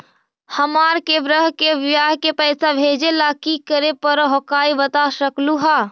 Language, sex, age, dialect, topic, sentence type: Magahi, female, 51-55, Central/Standard, banking, question